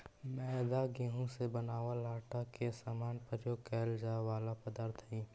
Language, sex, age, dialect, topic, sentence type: Magahi, female, 18-24, Central/Standard, agriculture, statement